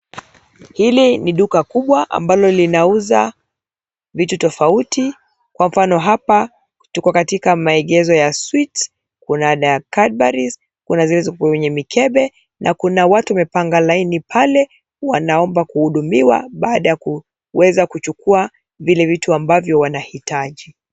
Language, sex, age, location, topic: Swahili, female, 25-35, Nairobi, finance